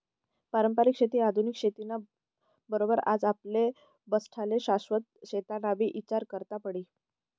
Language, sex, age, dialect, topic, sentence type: Marathi, female, 18-24, Northern Konkan, agriculture, statement